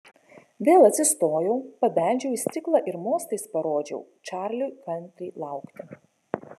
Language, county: Lithuanian, Kaunas